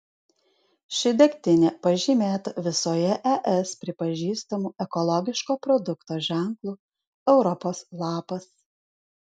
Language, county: Lithuanian, Alytus